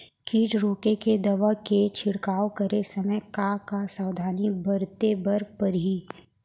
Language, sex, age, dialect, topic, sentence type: Chhattisgarhi, female, 25-30, Central, agriculture, question